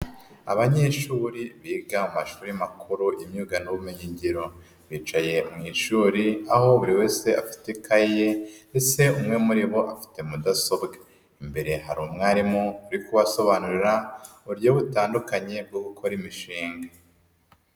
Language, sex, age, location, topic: Kinyarwanda, male, 25-35, Nyagatare, education